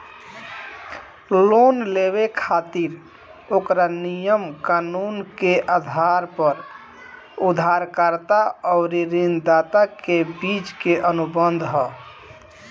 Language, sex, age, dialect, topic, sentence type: Bhojpuri, male, 31-35, Southern / Standard, banking, statement